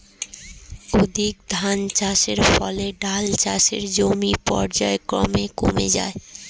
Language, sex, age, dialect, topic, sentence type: Bengali, female, 36-40, Standard Colloquial, agriculture, statement